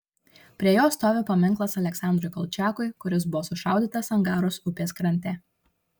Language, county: Lithuanian, Šiauliai